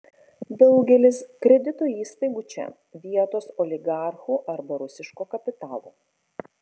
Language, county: Lithuanian, Kaunas